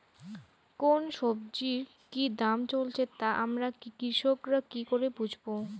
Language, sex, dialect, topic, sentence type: Bengali, female, Rajbangshi, agriculture, question